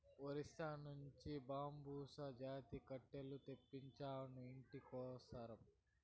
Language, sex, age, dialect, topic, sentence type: Telugu, male, 46-50, Southern, agriculture, statement